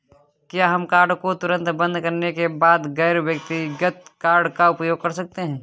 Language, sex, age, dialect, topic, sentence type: Hindi, male, 25-30, Awadhi Bundeli, banking, question